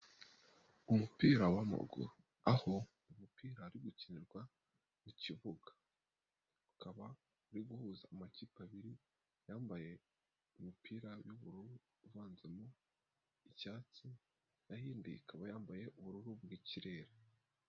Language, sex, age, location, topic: Kinyarwanda, male, 18-24, Nyagatare, government